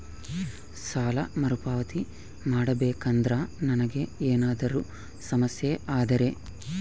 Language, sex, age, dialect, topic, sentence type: Kannada, male, 25-30, Central, banking, question